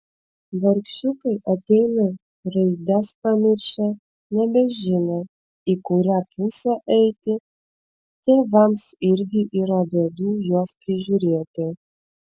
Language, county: Lithuanian, Vilnius